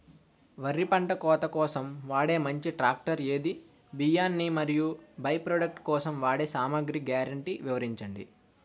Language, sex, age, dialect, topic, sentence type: Telugu, male, 18-24, Utterandhra, agriculture, question